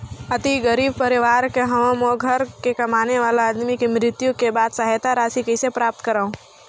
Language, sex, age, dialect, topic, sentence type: Chhattisgarhi, female, 18-24, Northern/Bhandar, banking, question